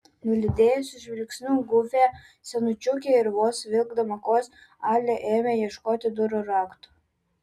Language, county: Lithuanian, Vilnius